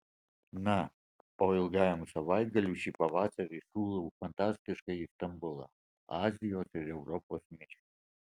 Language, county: Lithuanian, Alytus